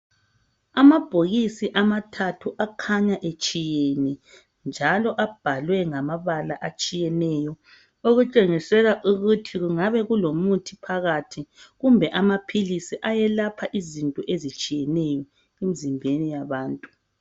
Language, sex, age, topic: North Ndebele, female, 50+, health